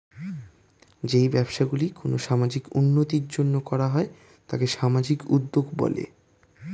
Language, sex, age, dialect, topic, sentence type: Bengali, male, 18-24, Standard Colloquial, banking, statement